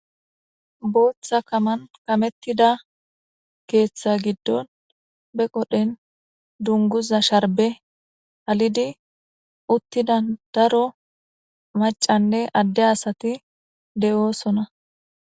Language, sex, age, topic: Gamo, female, 18-24, government